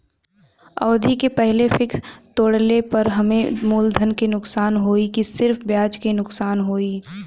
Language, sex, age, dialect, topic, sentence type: Bhojpuri, female, 18-24, Western, banking, question